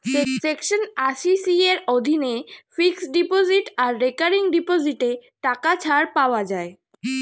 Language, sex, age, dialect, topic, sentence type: Bengali, female, 36-40, Standard Colloquial, banking, statement